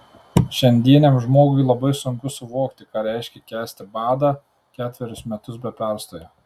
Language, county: Lithuanian, Tauragė